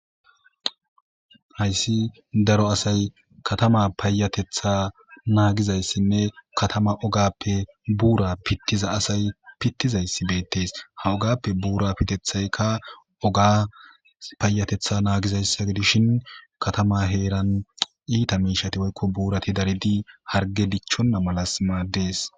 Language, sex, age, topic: Gamo, male, 25-35, government